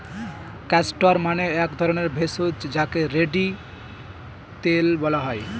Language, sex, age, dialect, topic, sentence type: Bengali, male, 18-24, Northern/Varendri, agriculture, statement